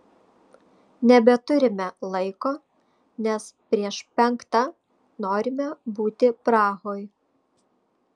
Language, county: Lithuanian, Šiauliai